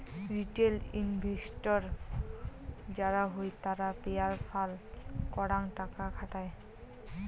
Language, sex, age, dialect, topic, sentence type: Bengali, female, 18-24, Rajbangshi, banking, statement